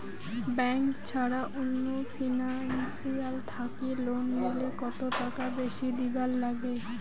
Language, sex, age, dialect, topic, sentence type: Bengali, female, 18-24, Rajbangshi, banking, question